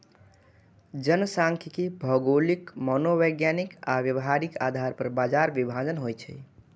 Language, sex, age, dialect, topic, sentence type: Maithili, male, 41-45, Eastern / Thethi, banking, statement